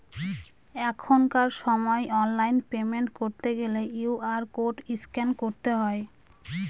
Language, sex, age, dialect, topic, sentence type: Bengali, female, 25-30, Northern/Varendri, banking, statement